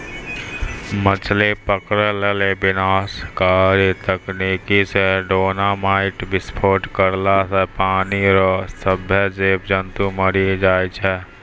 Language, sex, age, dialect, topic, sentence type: Maithili, male, 60-100, Angika, agriculture, statement